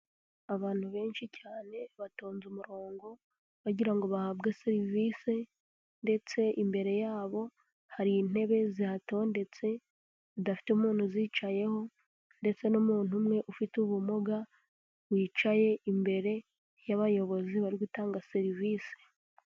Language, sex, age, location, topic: Kinyarwanda, female, 18-24, Huye, health